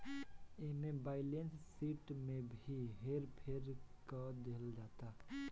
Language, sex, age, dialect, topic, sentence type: Bhojpuri, male, 18-24, Northern, banking, statement